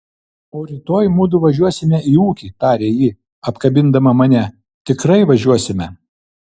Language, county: Lithuanian, Vilnius